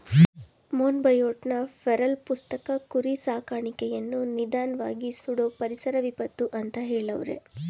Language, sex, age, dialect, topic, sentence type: Kannada, female, 25-30, Mysore Kannada, agriculture, statement